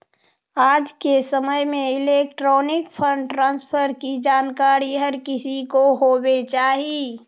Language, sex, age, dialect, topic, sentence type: Magahi, female, 60-100, Central/Standard, banking, statement